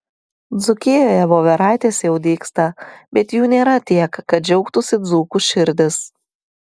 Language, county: Lithuanian, Telšiai